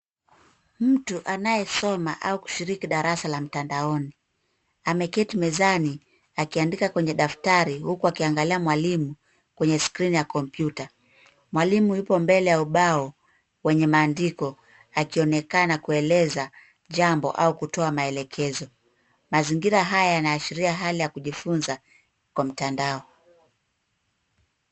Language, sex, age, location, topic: Swahili, female, 18-24, Nairobi, education